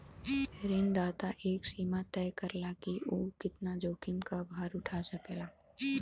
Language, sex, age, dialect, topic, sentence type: Bhojpuri, female, 18-24, Western, banking, statement